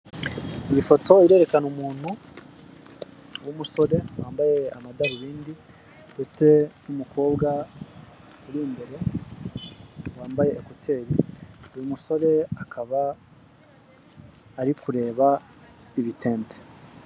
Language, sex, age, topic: Kinyarwanda, male, 18-24, government